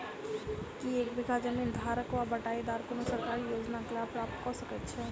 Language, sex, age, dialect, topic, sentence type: Maithili, female, 25-30, Southern/Standard, agriculture, question